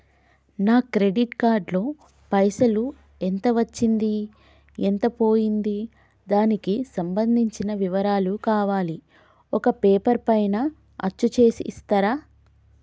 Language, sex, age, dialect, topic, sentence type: Telugu, female, 25-30, Telangana, banking, question